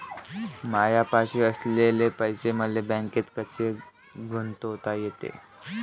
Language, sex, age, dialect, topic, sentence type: Marathi, male, <18, Varhadi, banking, question